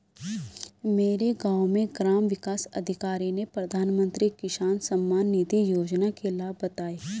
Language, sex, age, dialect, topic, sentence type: Hindi, female, 25-30, Hindustani Malvi Khadi Boli, agriculture, statement